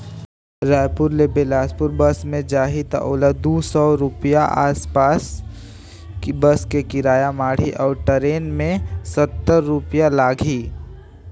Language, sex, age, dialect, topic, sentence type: Chhattisgarhi, male, 18-24, Northern/Bhandar, banking, statement